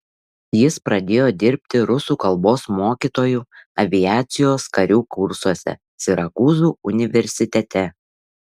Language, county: Lithuanian, Šiauliai